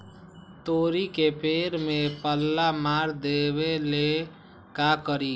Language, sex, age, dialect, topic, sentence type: Magahi, male, 18-24, Western, agriculture, question